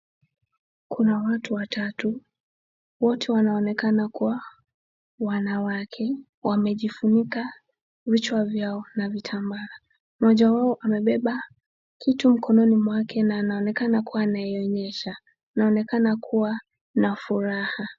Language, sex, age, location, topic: Swahili, female, 18-24, Nakuru, health